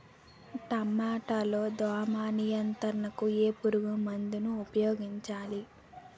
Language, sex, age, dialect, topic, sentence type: Telugu, female, 18-24, Utterandhra, agriculture, question